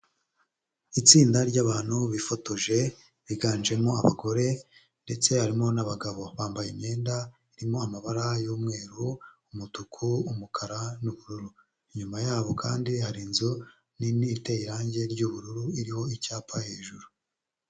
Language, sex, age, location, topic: Kinyarwanda, male, 25-35, Huye, health